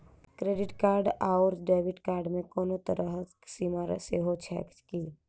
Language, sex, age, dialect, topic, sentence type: Maithili, female, 18-24, Southern/Standard, banking, question